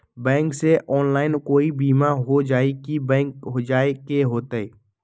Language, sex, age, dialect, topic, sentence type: Magahi, male, 18-24, Western, banking, question